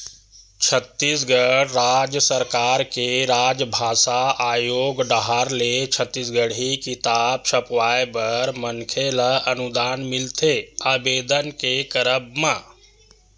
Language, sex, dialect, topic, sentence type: Chhattisgarhi, male, Western/Budati/Khatahi, banking, statement